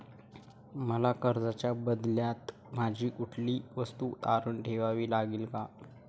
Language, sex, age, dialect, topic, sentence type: Marathi, male, 18-24, Standard Marathi, banking, question